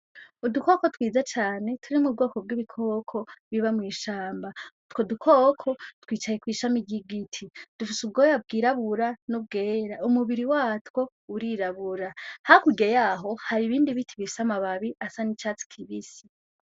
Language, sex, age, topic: Rundi, female, 18-24, agriculture